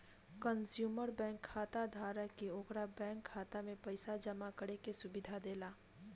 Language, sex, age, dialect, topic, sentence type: Bhojpuri, female, 18-24, Southern / Standard, banking, statement